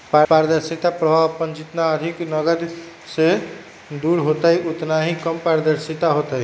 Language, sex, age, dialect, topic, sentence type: Magahi, male, 18-24, Western, banking, statement